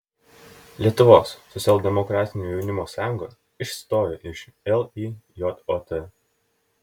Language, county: Lithuanian, Telšiai